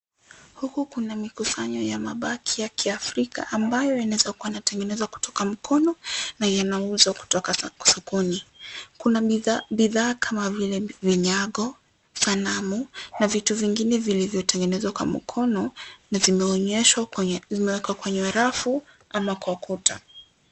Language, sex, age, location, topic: Swahili, female, 18-24, Nairobi, finance